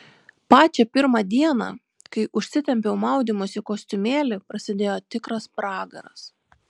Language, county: Lithuanian, Vilnius